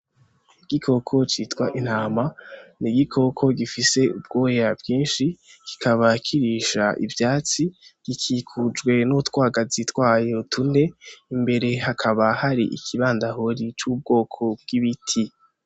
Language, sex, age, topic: Rundi, female, 18-24, agriculture